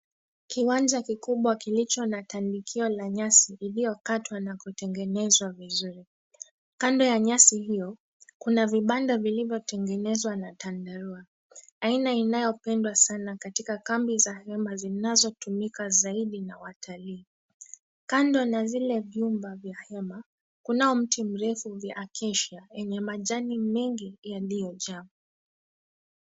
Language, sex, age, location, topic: Swahili, female, 25-35, Nairobi, government